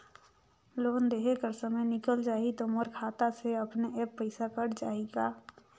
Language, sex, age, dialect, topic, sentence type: Chhattisgarhi, female, 18-24, Northern/Bhandar, banking, question